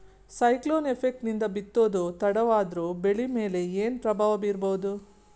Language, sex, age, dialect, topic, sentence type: Kannada, female, 41-45, Northeastern, agriculture, question